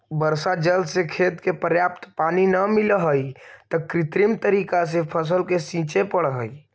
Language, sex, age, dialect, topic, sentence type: Magahi, male, 25-30, Central/Standard, agriculture, statement